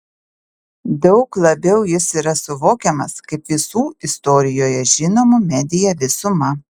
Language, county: Lithuanian, Utena